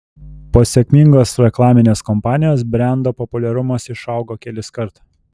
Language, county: Lithuanian, Telšiai